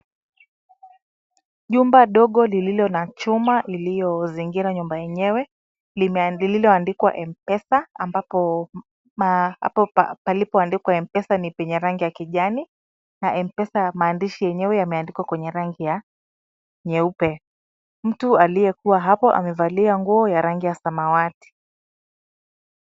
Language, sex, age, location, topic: Swahili, female, 25-35, Kisumu, finance